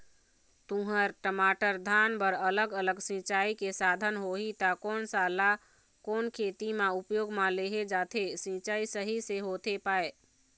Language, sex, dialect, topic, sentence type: Chhattisgarhi, female, Eastern, agriculture, question